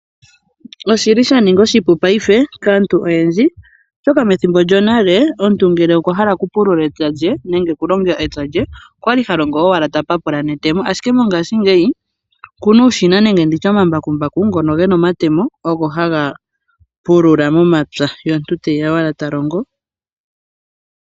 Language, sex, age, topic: Oshiwambo, female, 25-35, agriculture